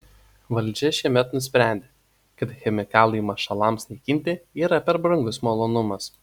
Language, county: Lithuanian, Utena